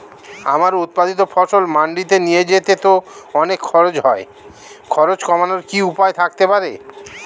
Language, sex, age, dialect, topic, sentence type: Bengali, male, 36-40, Standard Colloquial, agriculture, question